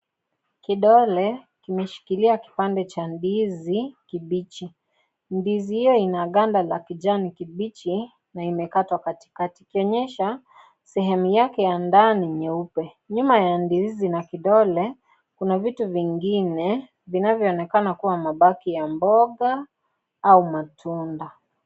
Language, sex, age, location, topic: Swahili, female, 25-35, Kisii, agriculture